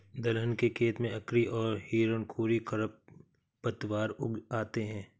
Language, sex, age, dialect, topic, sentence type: Hindi, male, 36-40, Awadhi Bundeli, agriculture, statement